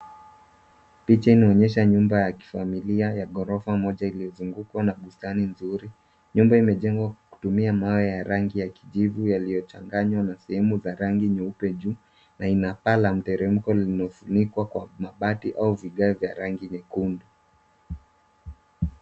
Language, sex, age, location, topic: Swahili, male, 18-24, Nairobi, finance